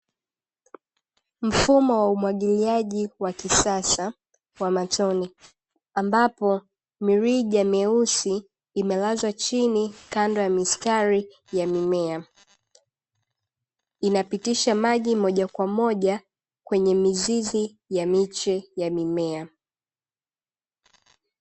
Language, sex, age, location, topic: Swahili, female, 18-24, Dar es Salaam, agriculture